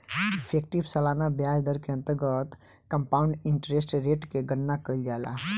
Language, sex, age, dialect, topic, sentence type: Bhojpuri, male, 18-24, Southern / Standard, banking, statement